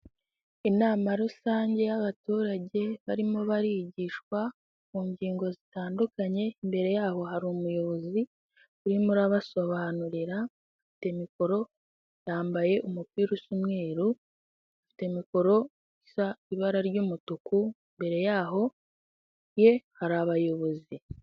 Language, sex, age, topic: Kinyarwanda, female, 18-24, government